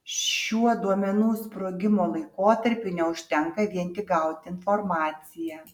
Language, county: Lithuanian, Utena